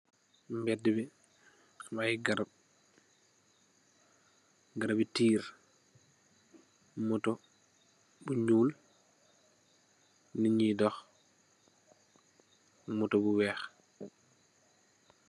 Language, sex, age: Wolof, male, 25-35